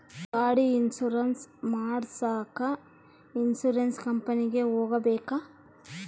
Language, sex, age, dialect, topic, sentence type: Kannada, female, 25-30, Central, banking, question